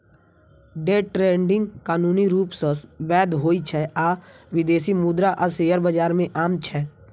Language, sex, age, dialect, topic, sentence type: Maithili, male, 25-30, Eastern / Thethi, banking, statement